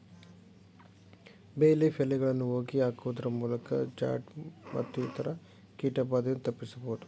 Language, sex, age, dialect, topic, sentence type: Kannada, male, 36-40, Mysore Kannada, agriculture, statement